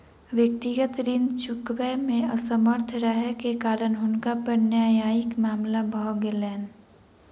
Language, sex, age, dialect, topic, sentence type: Maithili, female, 18-24, Southern/Standard, banking, statement